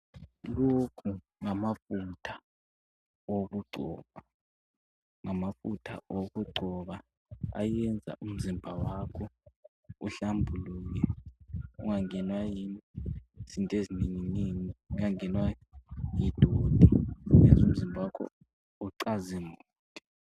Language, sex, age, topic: North Ndebele, female, 50+, health